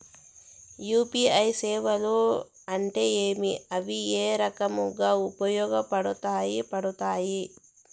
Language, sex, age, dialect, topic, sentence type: Telugu, male, 18-24, Southern, banking, question